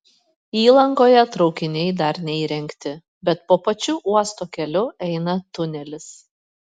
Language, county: Lithuanian, Panevėžys